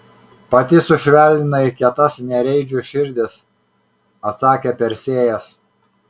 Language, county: Lithuanian, Kaunas